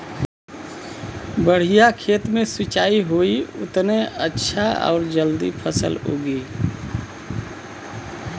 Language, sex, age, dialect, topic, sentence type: Bhojpuri, male, 41-45, Western, agriculture, statement